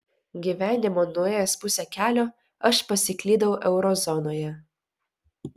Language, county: Lithuanian, Vilnius